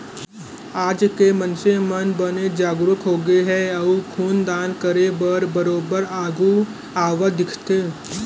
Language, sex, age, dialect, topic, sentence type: Chhattisgarhi, male, 18-24, Central, banking, statement